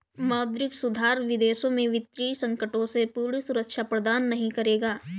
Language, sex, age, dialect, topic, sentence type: Hindi, female, 18-24, Awadhi Bundeli, banking, statement